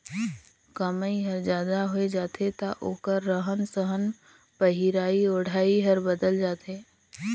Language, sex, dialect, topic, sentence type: Chhattisgarhi, female, Northern/Bhandar, banking, statement